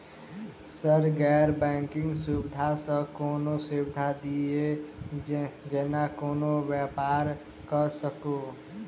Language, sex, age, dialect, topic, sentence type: Maithili, male, 18-24, Southern/Standard, banking, question